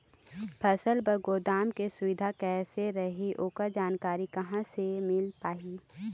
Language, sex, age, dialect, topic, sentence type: Chhattisgarhi, female, 25-30, Eastern, agriculture, question